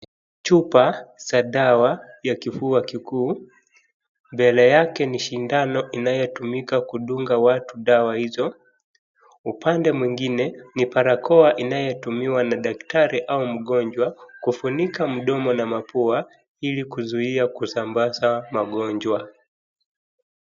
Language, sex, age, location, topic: Swahili, male, 25-35, Wajir, health